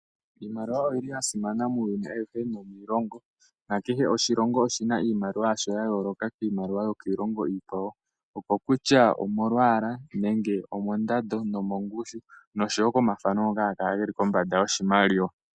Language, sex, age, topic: Oshiwambo, female, 18-24, finance